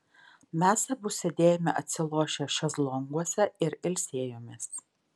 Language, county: Lithuanian, Vilnius